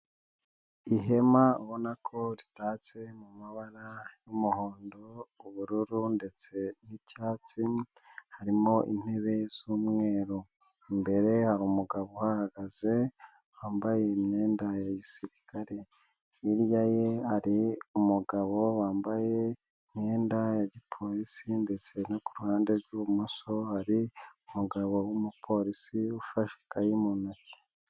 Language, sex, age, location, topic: Kinyarwanda, male, 25-35, Nyagatare, government